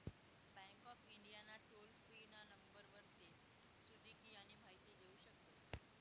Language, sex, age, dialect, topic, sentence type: Marathi, female, 18-24, Northern Konkan, banking, statement